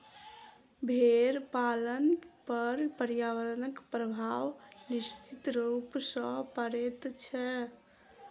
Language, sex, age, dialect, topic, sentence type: Maithili, female, 18-24, Southern/Standard, agriculture, statement